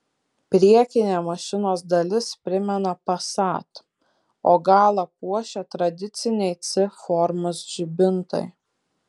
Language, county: Lithuanian, Telšiai